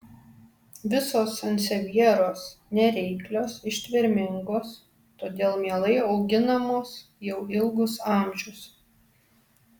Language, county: Lithuanian, Alytus